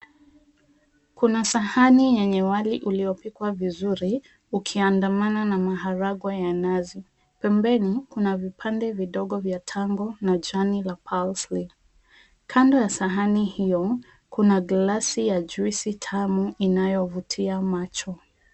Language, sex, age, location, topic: Swahili, female, 25-35, Mombasa, agriculture